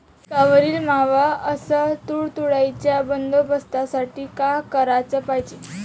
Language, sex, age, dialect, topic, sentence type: Marathi, female, 18-24, Varhadi, agriculture, question